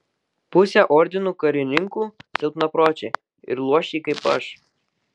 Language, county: Lithuanian, Kaunas